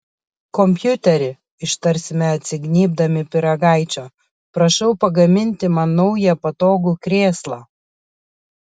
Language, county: Lithuanian, Kaunas